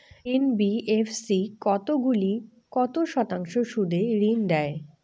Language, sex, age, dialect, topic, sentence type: Bengali, female, 18-24, Rajbangshi, banking, question